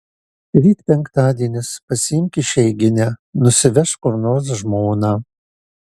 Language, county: Lithuanian, Marijampolė